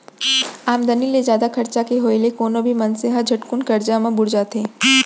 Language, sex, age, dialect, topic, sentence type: Chhattisgarhi, female, 25-30, Central, banking, statement